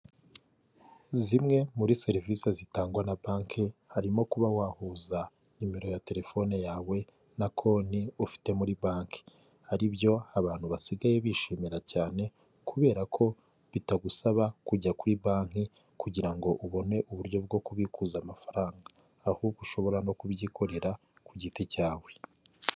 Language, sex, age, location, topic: Kinyarwanda, male, 25-35, Kigali, finance